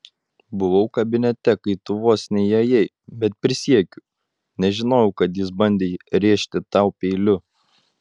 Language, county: Lithuanian, Utena